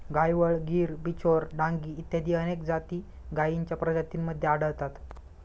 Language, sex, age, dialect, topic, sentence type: Marathi, male, 25-30, Standard Marathi, agriculture, statement